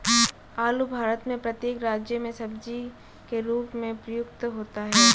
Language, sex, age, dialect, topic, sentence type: Hindi, female, 18-24, Marwari Dhudhari, agriculture, statement